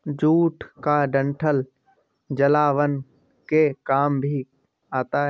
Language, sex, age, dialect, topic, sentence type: Hindi, male, 36-40, Awadhi Bundeli, agriculture, statement